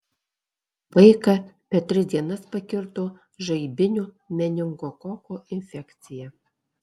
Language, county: Lithuanian, Alytus